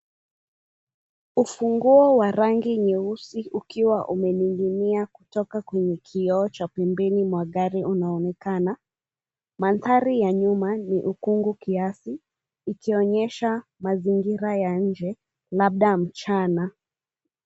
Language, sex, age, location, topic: Swahili, female, 18-24, Mombasa, finance